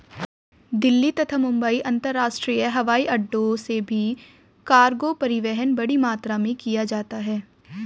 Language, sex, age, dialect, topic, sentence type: Hindi, female, 18-24, Hindustani Malvi Khadi Boli, banking, statement